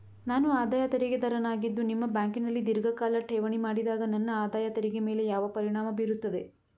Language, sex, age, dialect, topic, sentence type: Kannada, female, 25-30, Mysore Kannada, banking, question